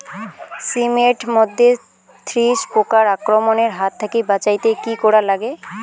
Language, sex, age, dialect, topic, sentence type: Bengali, female, 18-24, Rajbangshi, agriculture, question